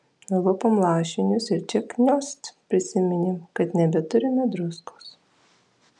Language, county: Lithuanian, Alytus